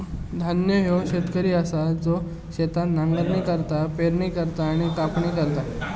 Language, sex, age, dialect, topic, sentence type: Marathi, male, 18-24, Southern Konkan, agriculture, statement